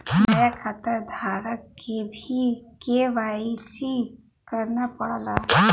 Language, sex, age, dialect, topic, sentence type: Bhojpuri, male, 18-24, Western, banking, statement